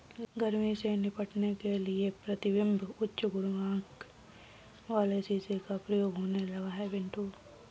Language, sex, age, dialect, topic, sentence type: Hindi, female, 18-24, Kanauji Braj Bhasha, agriculture, statement